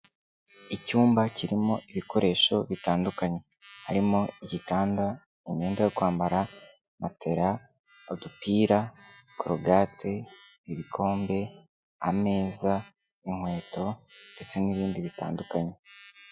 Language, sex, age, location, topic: Kinyarwanda, male, 25-35, Kigali, education